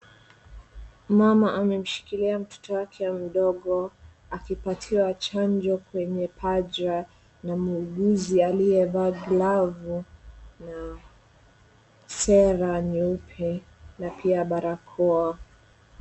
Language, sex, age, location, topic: Swahili, female, 18-24, Wajir, health